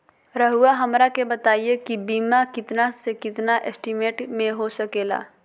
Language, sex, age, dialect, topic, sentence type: Magahi, female, 18-24, Southern, banking, question